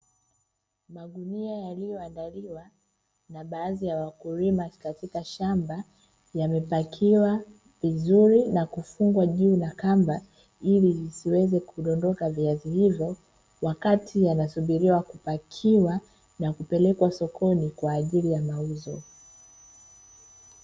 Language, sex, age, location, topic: Swahili, female, 25-35, Dar es Salaam, agriculture